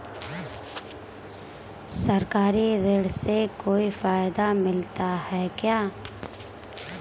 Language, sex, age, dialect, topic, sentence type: Hindi, female, 25-30, Marwari Dhudhari, banking, question